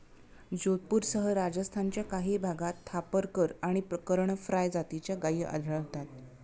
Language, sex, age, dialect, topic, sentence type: Marathi, female, 25-30, Standard Marathi, agriculture, statement